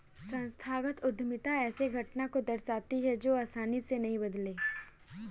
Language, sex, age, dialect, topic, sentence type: Hindi, female, 18-24, Kanauji Braj Bhasha, banking, statement